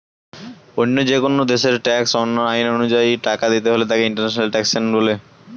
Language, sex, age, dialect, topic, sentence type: Bengali, male, 18-24, Standard Colloquial, banking, statement